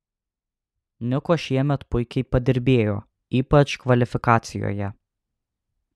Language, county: Lithuanian, Alytus